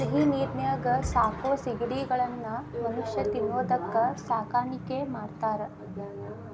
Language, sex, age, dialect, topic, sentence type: Kannada, female, 18-24, Dharwad Kannada, agriculture, statement